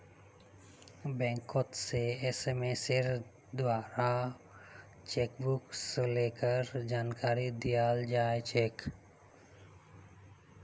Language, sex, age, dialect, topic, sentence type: Magahi, male, 25-30, Northeastern/Surjapuri, banking, statement